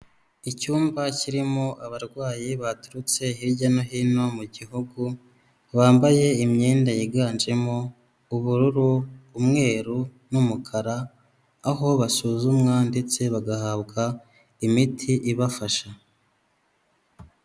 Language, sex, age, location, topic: Kinyarwanda, female, 25-35, Kigali, health